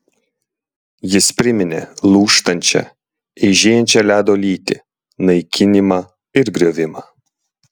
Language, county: Lithuanian, Klaipėda